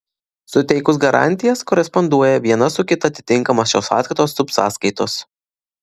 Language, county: Lithuanian, Klaipėda